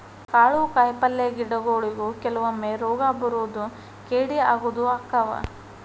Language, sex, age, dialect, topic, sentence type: Kannada, female, 31-35, Dharwad Kannada, agriculture, statement